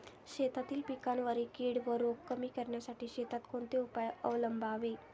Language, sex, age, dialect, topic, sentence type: Marathi, female, 18-24, Standard Marathi, agriculture, question